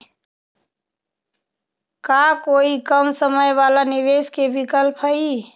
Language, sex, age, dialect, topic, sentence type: Magahi, female, 36-40, Western, banking, question